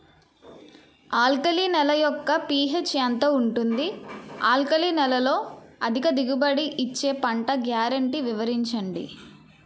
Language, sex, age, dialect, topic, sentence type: Telugu, male, 18-24, Utterandhra, agriculture, question